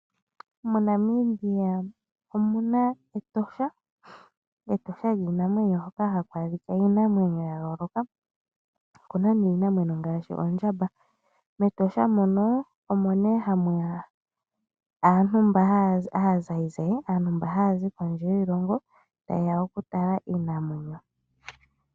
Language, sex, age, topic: Oshiwambo, male, 25-35, agriculture